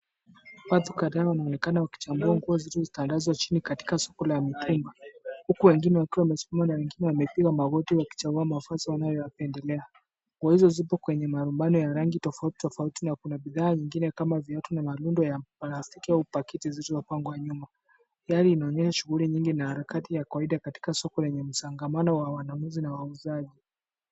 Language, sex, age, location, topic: Swahili, male, 25-35, Kisumu, finance